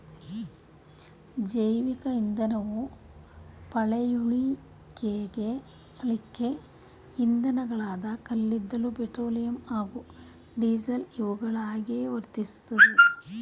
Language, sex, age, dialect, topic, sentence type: Kannada, female, 51-55, Mysore Kannada, agriculture, statement